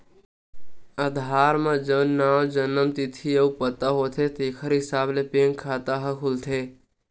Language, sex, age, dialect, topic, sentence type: Chhattisgarhi, male, 18-24, Western/Budati/Khatahi, banking, statement